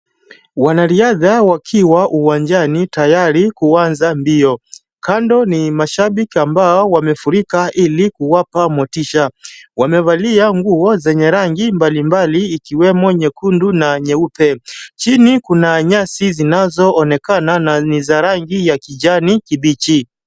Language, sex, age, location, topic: Swahili, male, 25-35, Kisumu, government